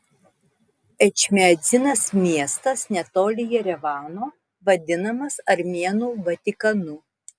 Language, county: Lithuanian, Tauragė